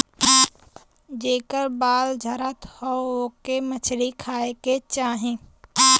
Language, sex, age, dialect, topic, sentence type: Bhojpuri, female, 18-24, Western, agriculture, statement